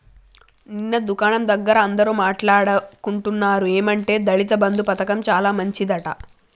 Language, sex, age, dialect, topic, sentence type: Telugu, female, 18-24, Telangana, banking, statement